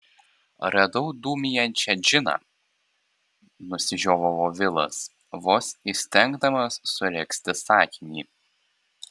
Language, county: Lithuanian, Panevėžys